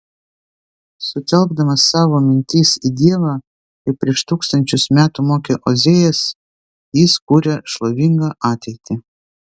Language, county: Lithuanian, Vilnius